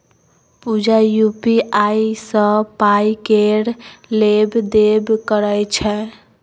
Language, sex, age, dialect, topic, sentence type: Maithili, female, 18-24, Bajjika, banking, statement